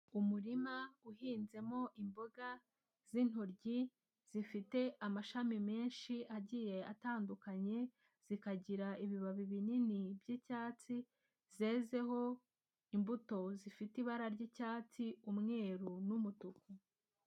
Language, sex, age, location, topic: Kinyarwanda, female, 18-24, Huye, agriculture